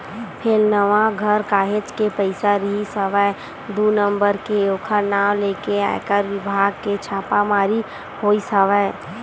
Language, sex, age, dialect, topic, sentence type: Chhattisgarhi, female, 25-30, Western/Budati/Khatahi, banking, statement